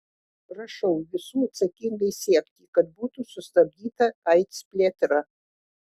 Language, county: Lithuanian, Utena